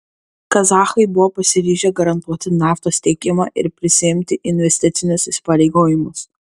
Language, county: Lithuanian, Kaunas